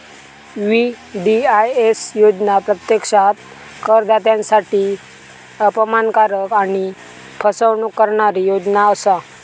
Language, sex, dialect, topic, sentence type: Marathi, male, Southern Konkan, banking, statement